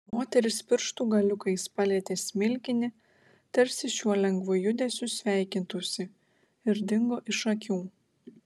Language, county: Lithuanian, Klaipėda